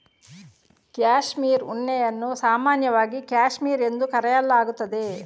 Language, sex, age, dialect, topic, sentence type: Kannada, female, 18-24, Coastal/Dakshin, agriculture, statement